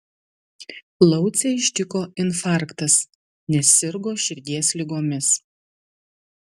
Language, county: Lithuanian, Vilnius